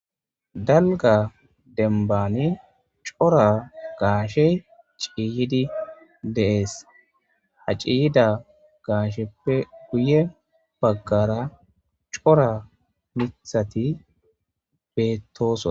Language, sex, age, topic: Gamo, female, 25-35, agriculture